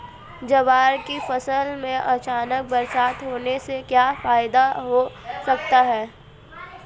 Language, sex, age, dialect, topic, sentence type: Hindi, female, 18-24, Marwari Dhudhari, agriculture, question